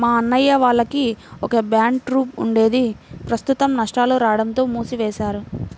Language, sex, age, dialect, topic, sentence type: Telugu, female, 60-100, Central/Coastal, banking, statement